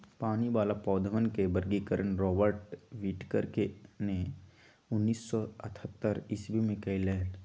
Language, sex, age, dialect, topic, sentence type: Magahi, male, 18-24, Western, agriculture, statement